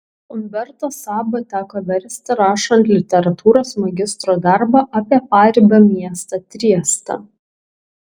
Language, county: Lithuanian, Kaunas